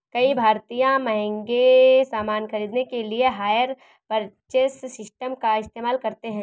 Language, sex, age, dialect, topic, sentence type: Hindi, female, 18-24, Awadhi Bundeli, banking, statement